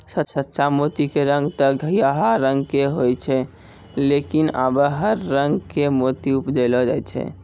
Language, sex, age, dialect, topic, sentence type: Maithili, male, 18-24, Angika, agriculture, statement